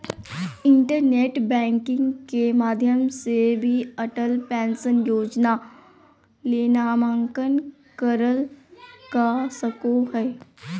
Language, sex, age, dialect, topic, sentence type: Magahi, female, 18-24, Southern, banking, statement